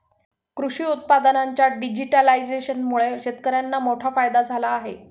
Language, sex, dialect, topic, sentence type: Marathi, female, Standard Marathi, agriculture, statement